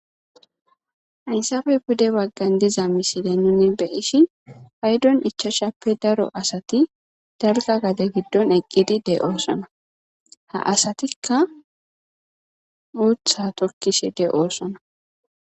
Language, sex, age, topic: Gamo, female, 18-24, agriculture